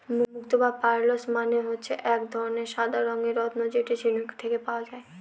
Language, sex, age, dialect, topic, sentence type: Bengali, female, 31-35, Northern/Varendri, agriculture, statement